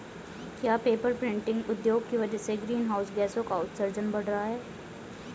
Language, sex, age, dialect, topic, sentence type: Hindi, female, 18-24, Hindustani Malvi Khadi Boli, agriculture, statement